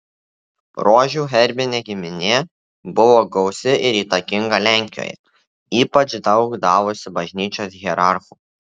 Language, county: Lithuanian, Tauragė